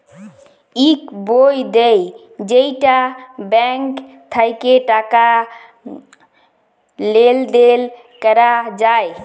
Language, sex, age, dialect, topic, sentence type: Bengali, female, 25-30, Jharkhandi, banking, statement